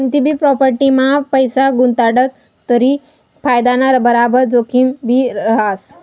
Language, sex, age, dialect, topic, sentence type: Marathi, female, 18-24, Northern Konkan, banking, statement